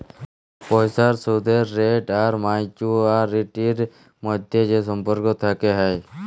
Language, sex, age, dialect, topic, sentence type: Bengali, male, 18-24, Jharkhandi, banking, statement